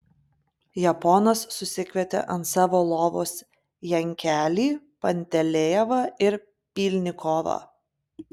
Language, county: Lithuanian, Klaipėda